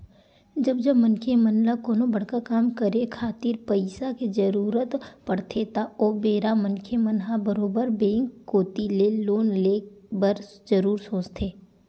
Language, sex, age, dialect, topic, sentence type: Chhattisgarhi, female, 18-24, Western/Budati/Khatahi, banking, statement